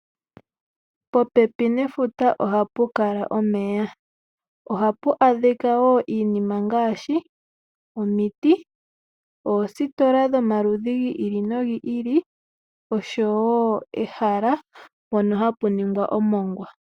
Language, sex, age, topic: Oshiwambo, female, 18-24, agriculture